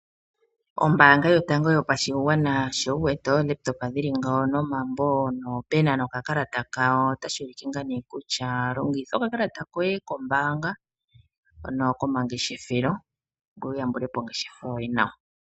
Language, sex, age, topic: Oshiwambo, female, 36-49, finance